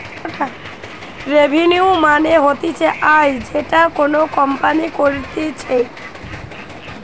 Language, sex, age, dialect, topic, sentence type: Bengali, female, 18-24, Western, banking, statement